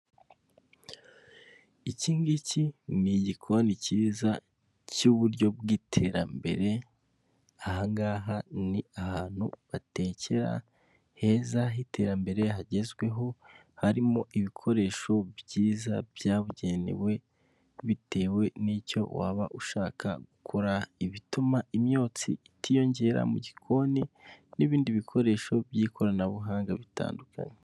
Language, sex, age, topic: Kinyarwanda, male, 25-35, finance